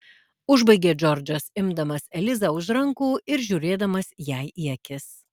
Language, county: Lithuanian, Alytus